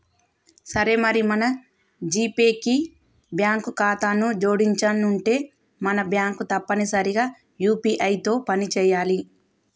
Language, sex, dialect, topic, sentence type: Telugu, female, Telangana, banking, statement